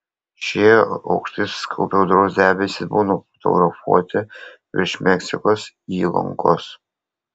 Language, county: Lithuanian, Kaunas